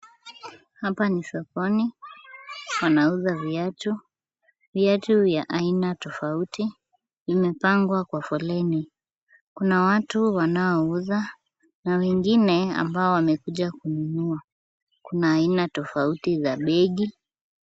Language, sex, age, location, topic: Swahili, female, 25-35, Kisumu, finance